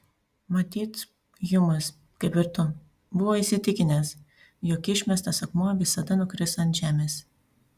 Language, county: Lithuanian, Panevėžys